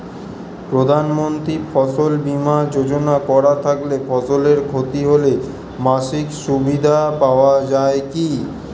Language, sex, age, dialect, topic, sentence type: Bengali, male, 18-24, Standard Colloquial, agriculture, question